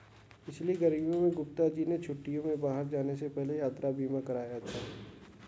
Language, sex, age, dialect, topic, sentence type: Hindi, male, 60-100, Kanauji Braj Bhasha, banking, statement